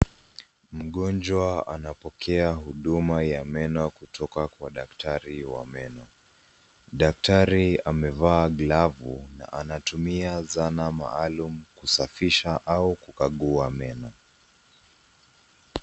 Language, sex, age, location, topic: Swahili, female, 18-24, Nairobi, health